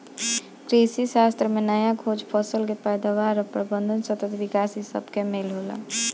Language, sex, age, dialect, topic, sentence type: Bhojpuri, female, 31-35, Northern, agriculture, statement